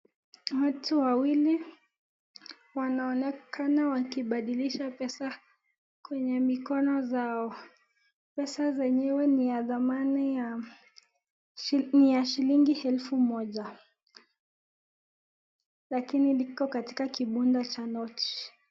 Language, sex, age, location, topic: Swahili, female, 18-24, Nakuru, finance